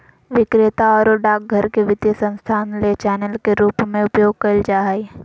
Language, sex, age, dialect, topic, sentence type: Magahi, female, 18-24, Southern, banking, statement